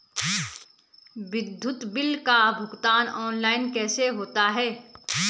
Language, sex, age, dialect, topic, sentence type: Hindi, female, 36-40, Garhwali, banking, question